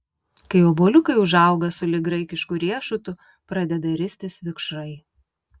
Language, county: Lithuanian, Utena